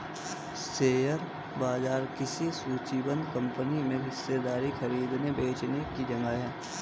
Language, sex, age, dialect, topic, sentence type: Hindi, male, 18-24, Hindustani Malvi Khadi Boli, banking, statement